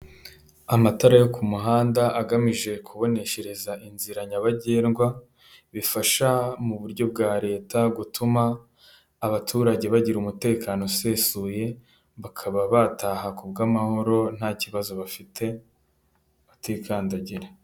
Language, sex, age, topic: Kinyarwanda, male, 18-24, government